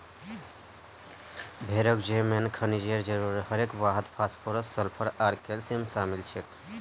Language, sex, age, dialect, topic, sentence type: Magahi, male, 31-35, Northeastern/Surjapuri, agriculture, statement